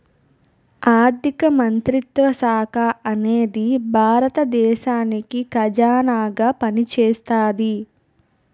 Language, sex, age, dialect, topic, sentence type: Telugu, female, 18-24, Utterandhra, banking, statement